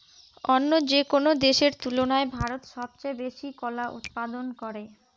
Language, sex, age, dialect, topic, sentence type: Bengali, female, 18-24, Northern/Varendri, agriculture, statement